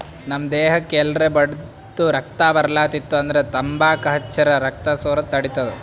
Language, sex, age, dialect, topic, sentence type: Kannada, male, 18-24, Northeastern, agriculture, statement